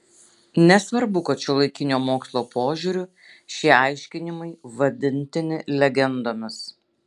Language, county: Lithuanian, Šiauliai